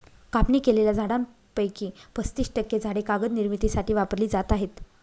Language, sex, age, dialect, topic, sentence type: Marathi, female, 25-30, Northern Konkan, agriculture, statement